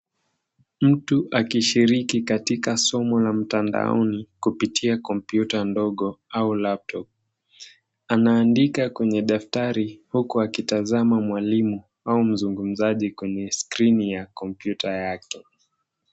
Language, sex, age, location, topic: Swahili, male, 18-24, Nairobi, education